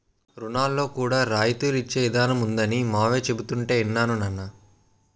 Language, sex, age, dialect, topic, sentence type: Telugu, male, 18-24, Utterandhra, banking, statement